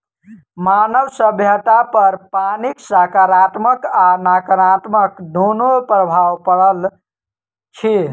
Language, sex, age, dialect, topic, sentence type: Maithili, male, 18-24, Southern/Standard, agriculture, statement